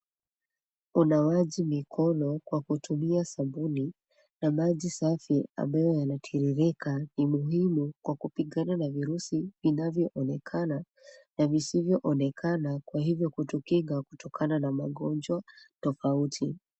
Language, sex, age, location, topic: Swahili, female, 25-35, Nairobi, health